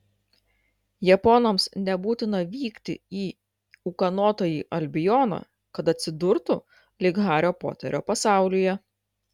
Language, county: Lithuanian, Klaipėda